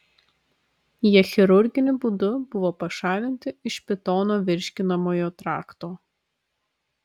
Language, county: Lithuanian, Vilnius